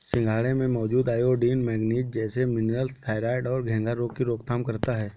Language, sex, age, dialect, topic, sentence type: Hindi, male, 18-24, Awadhi Bundeli, agriculture, statement